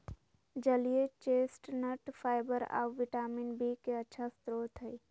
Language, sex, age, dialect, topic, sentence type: Magahi, female, 18-24, Southern, agriculture, statement